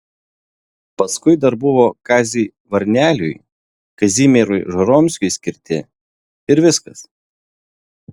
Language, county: Lithuanian, Vilnius